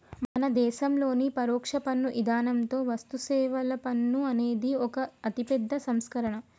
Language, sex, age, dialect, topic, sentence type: Telugu, female, 25-30, Telangana, banking, statement